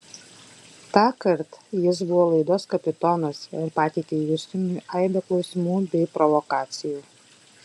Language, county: Lithuanian, Klaipėda